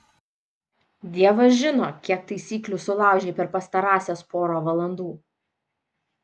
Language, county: Lithuanian, Vilnius